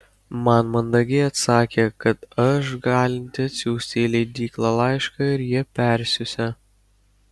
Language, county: Lithuanian, Kaunas